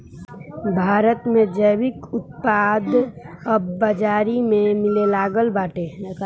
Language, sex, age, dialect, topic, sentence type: Bhojpuri, male, 18-24, Northern, agriculture, statement